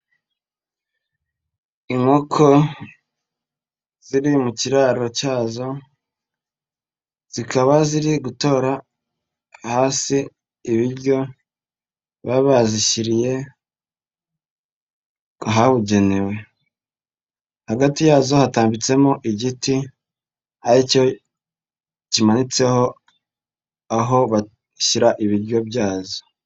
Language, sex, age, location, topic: Kinyarwanda, female, 18-24, Nyagatare, agriculture